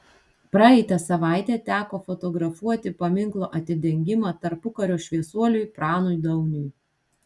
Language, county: Lithuanian, Vilnius